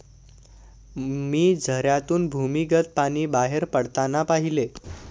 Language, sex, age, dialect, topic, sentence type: Marathi, male, 25-30, Standard Marathi, agriculture, statement